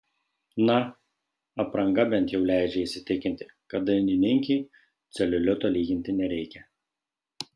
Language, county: Lithuanian, Šiauliai